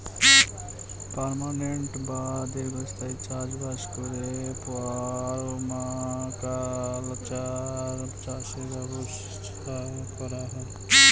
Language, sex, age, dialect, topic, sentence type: Bengali, male, 25-30, Northern/Varendri, agriculture, statement